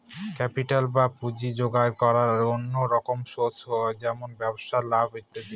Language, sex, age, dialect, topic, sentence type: Bengali, male, 18-24, Northern/Varendri, banking, statement